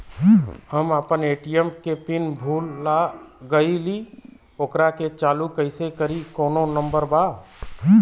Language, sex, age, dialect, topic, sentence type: Bhojpuri, male, 36-40, Western, banking, question